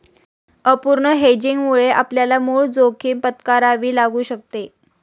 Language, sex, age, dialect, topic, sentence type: Marathi, female, 18-24, Standard Marathi, banking, statement